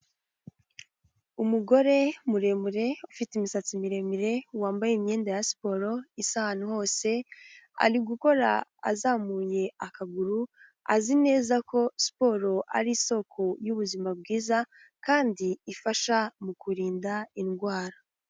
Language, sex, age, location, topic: Kinyarwanda, female, 18-24, Huye, health